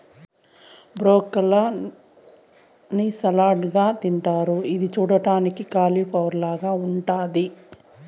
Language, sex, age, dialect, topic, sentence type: Telugu, female, 51-55, Southern, agriculture, statement